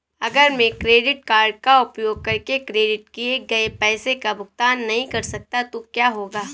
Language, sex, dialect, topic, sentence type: Hindi, female, Marwari Dhudhari, banking, question